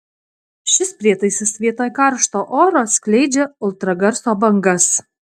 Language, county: Lithuanian, Alytus